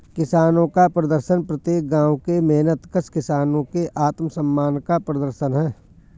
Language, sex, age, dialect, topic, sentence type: Hindi, male, 41-45, Awadhi Bundeli, agriculture, statement